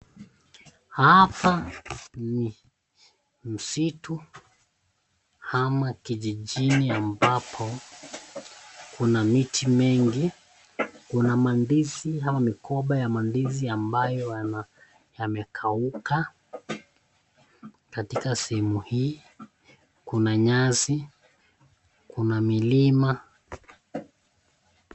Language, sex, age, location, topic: Swahili, male, 25-35, Nakuru, agriculture